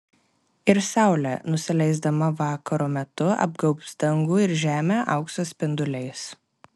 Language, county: Lithuanian, Klaipėda